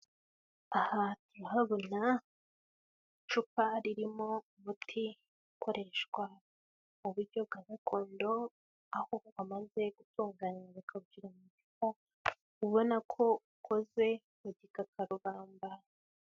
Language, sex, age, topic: Kinyarwanda, female, 18-24, health